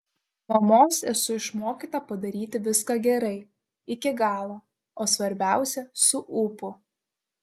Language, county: Lithuanian, Šiauliai